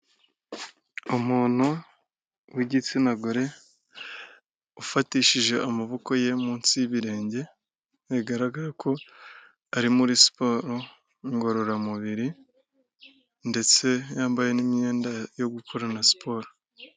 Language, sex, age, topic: Kinyarwanda, male, 18-24, health